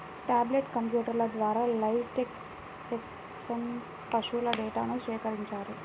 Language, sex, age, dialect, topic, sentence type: Telugu, female, 18-24, Central/Coastal, agriculture, statement